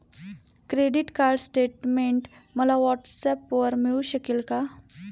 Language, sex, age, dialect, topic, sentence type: Marathi, female, 25-30, Standard Marathi, banking, question